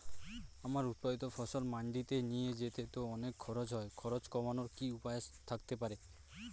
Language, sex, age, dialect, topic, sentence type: Bengali, male, 18-24, Standard Colloquial, agriculture, question